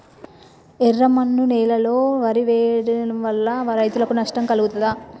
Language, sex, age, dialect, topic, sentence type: Telugu, female, 31-35, Telangana, agriculture, question